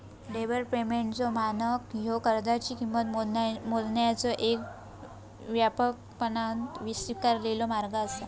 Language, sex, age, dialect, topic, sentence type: Marathi, female, 18-24, Southern Konkan, banking, statement